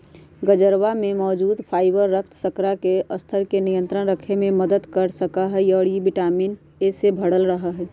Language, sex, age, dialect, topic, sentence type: Magahi, female, 46-50, Western, agriculture, statement